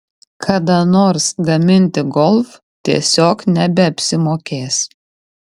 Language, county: Lithuanian, Kaunas